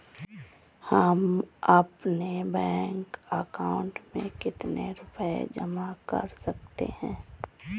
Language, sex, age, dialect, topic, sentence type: Hindi, female, 25-30, Kanauji Braj Bhasha, banking, question